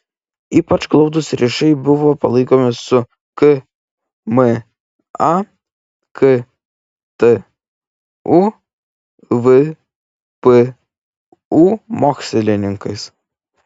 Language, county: Lithuanian, Klaipėda